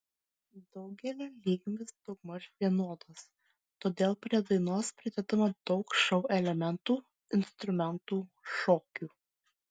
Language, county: Lithuanian, Klaipėda